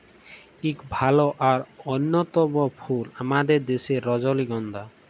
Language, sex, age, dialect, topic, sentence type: Bengali, male, 18-24, Jharkhandi, agriculture, statement